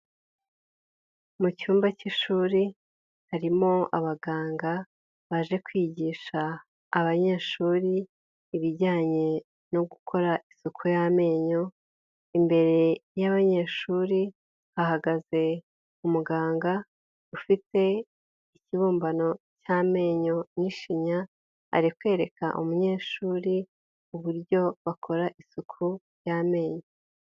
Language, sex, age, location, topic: Kinyarwanda, female, 18-24, Huye, health